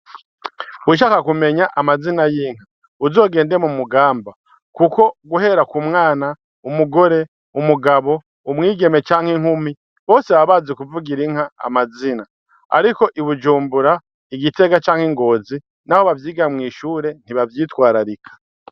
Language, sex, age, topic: Rundi, male, 36-49, agriculture